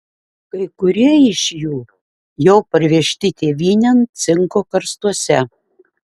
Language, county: Lithuanian, Šiauliai